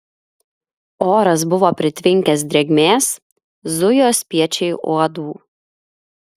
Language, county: Lithuanian, Klaipėda